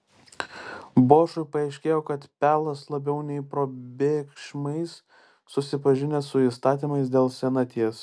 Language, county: Lithuanian, Klaipėda